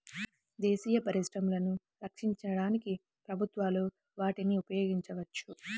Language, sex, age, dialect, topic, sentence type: Telugu, female, 18-24, Central/Coastal, banking, statement